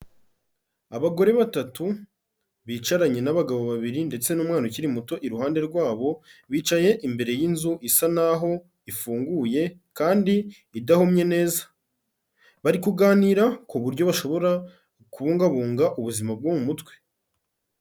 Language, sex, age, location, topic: Kinyarwanda, male, 36-49, Kigali, health